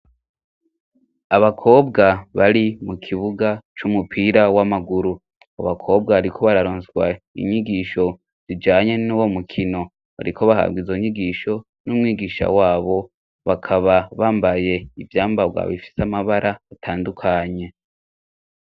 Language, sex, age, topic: Rundi, male, 18-24, education